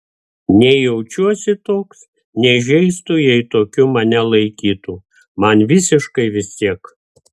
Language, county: Lithuanian, Vilnius